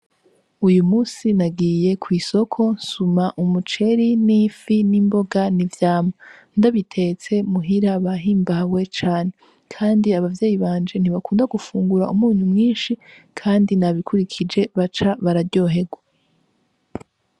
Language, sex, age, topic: Rundi, female, 18-24, agriculture